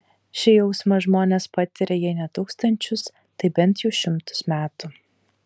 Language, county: Lithuanian, Utena